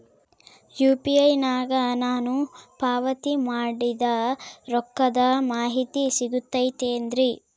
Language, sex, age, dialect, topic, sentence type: Kannada, female, 18-24, Central, banking, question